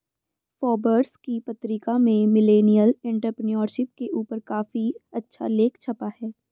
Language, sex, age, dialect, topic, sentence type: Hindi, female, 18-24, Hindustani Malvi Khadi Boli, banking, statement